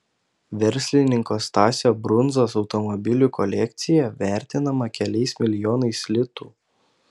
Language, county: Lithuanian, Panevėžys